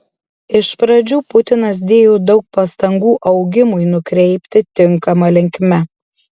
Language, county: Lithuanian, Marijampolė